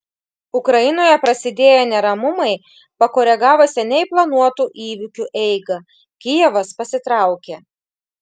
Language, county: Lithuanian, Klaipėda